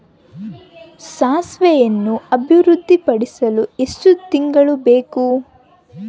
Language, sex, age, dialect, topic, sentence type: Kannada, female, 18-24, Central, agriculture, question